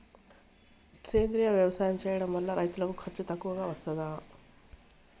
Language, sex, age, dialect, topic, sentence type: Telugu, female, 46-50, Telangana, agriculture, question